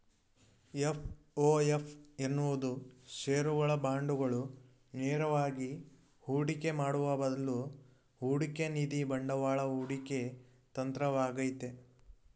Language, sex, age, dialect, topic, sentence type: Kannada, male, 41-45, Mysore Kannada, banking, statement